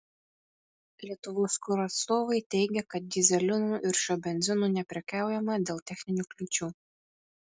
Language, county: Lithuanian, Kaunas